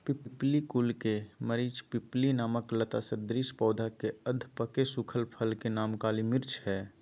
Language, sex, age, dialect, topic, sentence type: Magahi, male, 18-24, Southern, agriculture, statement